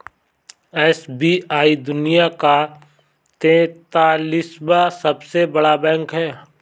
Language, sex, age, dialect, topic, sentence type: Hindi, male, 25-30, Awadhi Bundeli, banking, statement